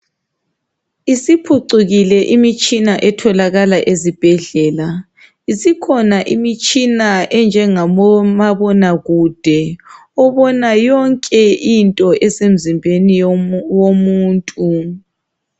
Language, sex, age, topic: North Ndebele, male, 36-49, health